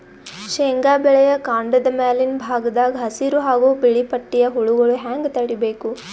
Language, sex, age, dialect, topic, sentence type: Kannada, female, 25-30, Northeastern, agriculture, question